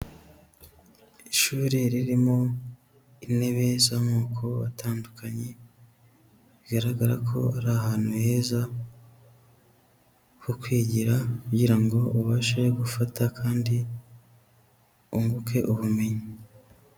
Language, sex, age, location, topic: Kinyarwanda, male, 18-24, Huye, education